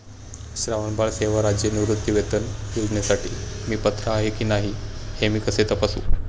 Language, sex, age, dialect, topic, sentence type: Marathi, male, 18-24, Standard Marathi, banking, question